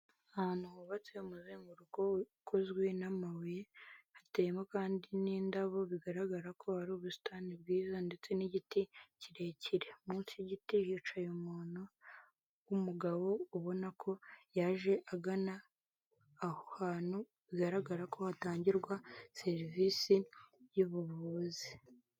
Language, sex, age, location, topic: Kinyarwanda, female, 36-49, Kigali, health